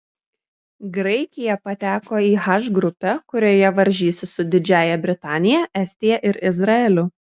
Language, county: Lithuanian, Kaunas